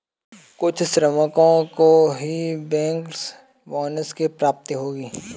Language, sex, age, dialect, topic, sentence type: Hindi, male, 18-24, Kanauji Braj Bhasha, banking, statement